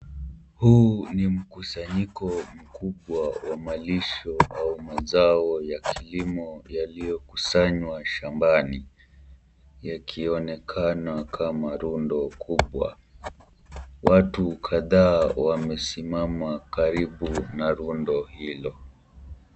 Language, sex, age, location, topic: Swahili, male, 18-24, Kisumu, agriculture